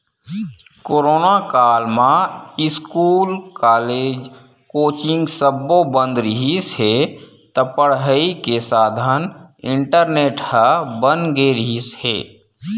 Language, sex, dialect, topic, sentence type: Chhattisgarhi, male, Western/Budati/Khatahi, banking, statement